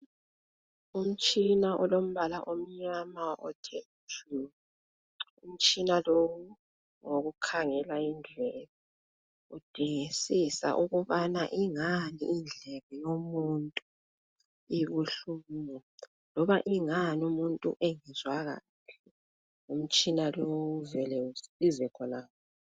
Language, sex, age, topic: North Ndebele, female, 25-35, health